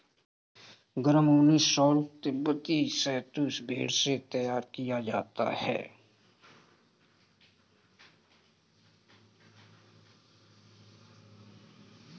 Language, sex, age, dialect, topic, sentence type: Hindi, male, 36-40, Kanauji Braj Bhasha, agriculture, statement